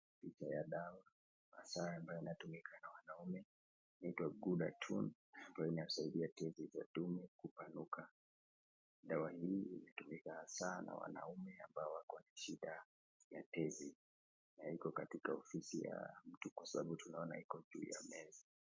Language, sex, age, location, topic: Swahili, male, 18-24, Nakuru, health